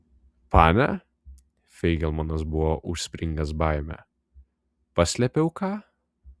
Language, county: Lithuanian, Vilnius